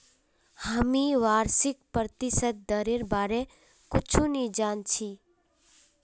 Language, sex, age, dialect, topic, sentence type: Magahi, female, 18-24, Northeastern/Surjapuri, banking, statement